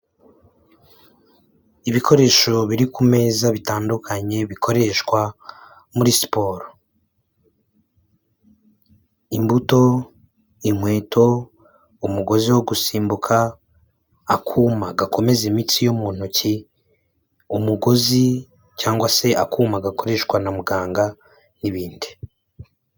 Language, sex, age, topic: Kinyarwanda, male, 25-35, health